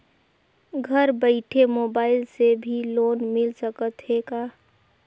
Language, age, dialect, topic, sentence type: Chhattisgarhi, 18-24, Northern/Bhandar, banking, question